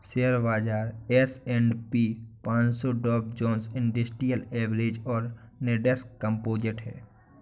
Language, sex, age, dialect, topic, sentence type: Hindi, male, 25-30, Awadhi Bundeli, banking, statement